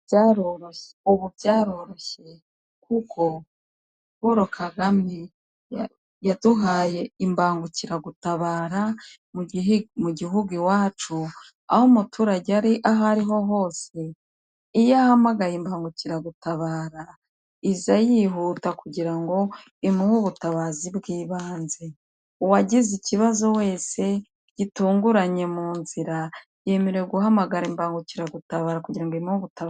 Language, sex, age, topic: Kinyarwanda, female, 36-49, government